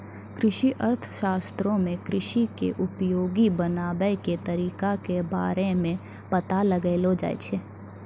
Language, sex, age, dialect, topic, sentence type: Maithili, female, 41-45, Angika, banking, statement